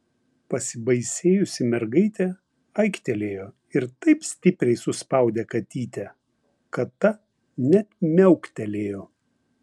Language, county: Lithuanian, Vilnius